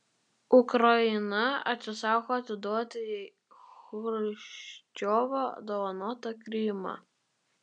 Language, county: Lithuanian, Vilnius